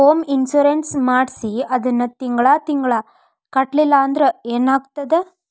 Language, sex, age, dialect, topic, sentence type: Kannada, female, 25-30, Dharwad Kannada, banking, statement